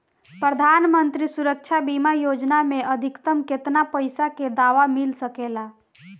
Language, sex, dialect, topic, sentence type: Bhojpuri, female, Northern, banking, question